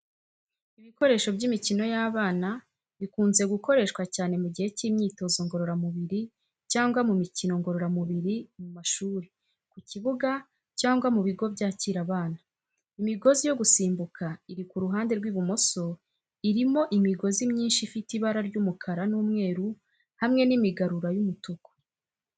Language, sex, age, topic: Kinyarwanda, female, 25-35, education